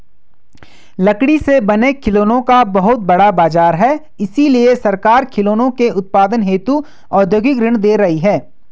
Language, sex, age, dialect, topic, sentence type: Hindi, male, 25-30, Hindustani Malvi Khadi Boli, agriculture, statement